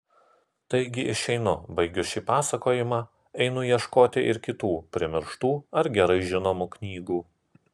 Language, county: Lithuanian, Kaunas